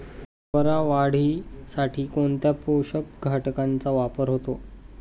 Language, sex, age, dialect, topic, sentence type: Marathi, male, 18-24, Standard Marathi, agriculture, question